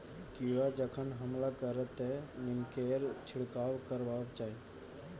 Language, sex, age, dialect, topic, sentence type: Maithili, male, 18-24, Bajjika, agriculture, statement